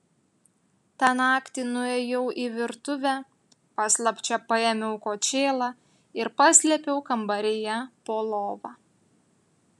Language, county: Lithuanian, Utena